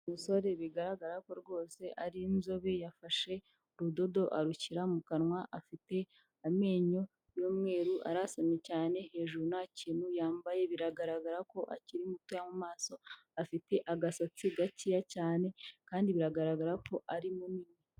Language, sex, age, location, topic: Kinyarwanda, female, 18-24, Kigali, health